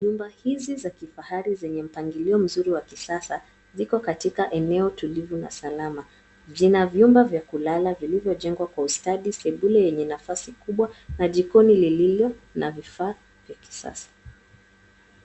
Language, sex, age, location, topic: Swahili, female, 18-24, Nairobi, finance